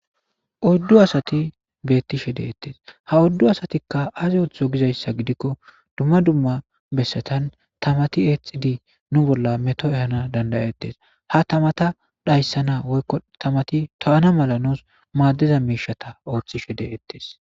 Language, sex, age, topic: Gamo, male, 25-35, government